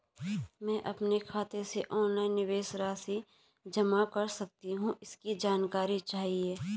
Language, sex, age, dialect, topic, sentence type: Hindi, male, 18-24, Garhwali, banking, question